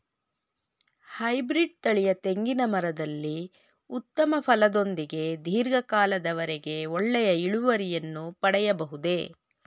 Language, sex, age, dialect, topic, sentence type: Kannada, female, 46-50, Mysore Kannada, agriculture, question